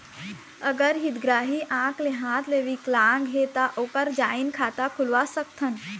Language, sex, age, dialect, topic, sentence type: Chhattisgarhi, female, 25-30, Eastern, banking, question